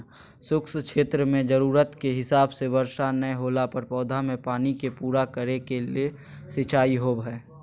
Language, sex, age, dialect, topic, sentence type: Magahi, male, 31-35, Southern, agriculture, statement